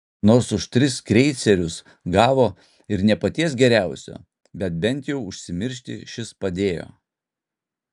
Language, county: Lithuanian, Utena